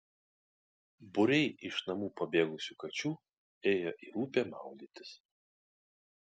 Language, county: Lithuanian, Kaunas